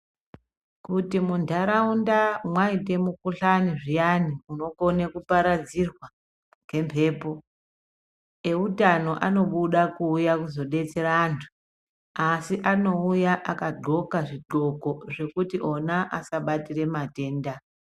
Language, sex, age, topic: Ndau, male, 25-35, health